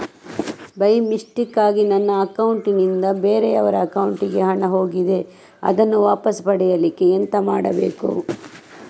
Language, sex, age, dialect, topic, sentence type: Kannada, female, 25-30, Coastal/Dakshin, banking, question